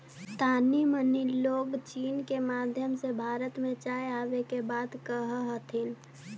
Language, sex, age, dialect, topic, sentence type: Magahi, female, 18-24, Central/Standard, agriculture, statement